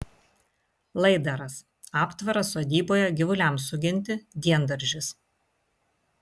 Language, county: Lithuanian, Vilnius